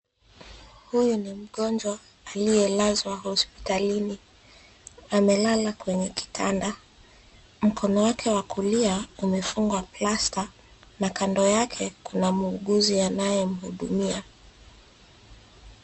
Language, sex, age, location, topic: Swahili, female, 25-35, Nairobi, health